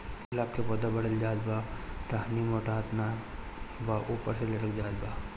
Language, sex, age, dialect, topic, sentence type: Bhojpuri, female, 18-24, Northern, agriculture, question